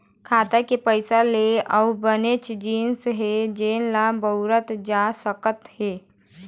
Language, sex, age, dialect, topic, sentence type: Chhattisgarhi, female, 18-24, Eastern, banking, statement